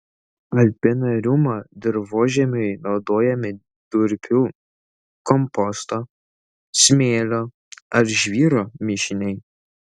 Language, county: Lithuanian, Šiauliai